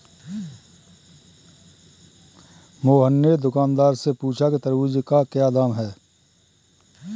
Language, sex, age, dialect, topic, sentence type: Hindi, male, 31-35, Kanauji Braj Bhasha, agriculture, statement